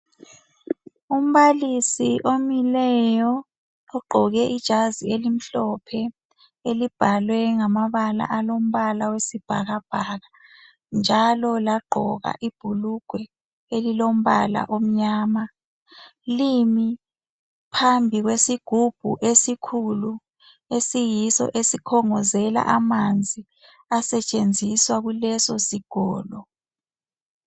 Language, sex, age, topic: North Ndebele, male, 25-35, education